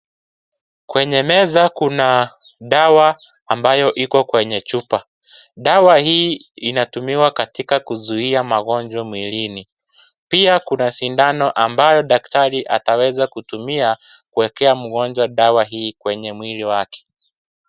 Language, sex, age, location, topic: Swahili, male, 25-35, Kisii, health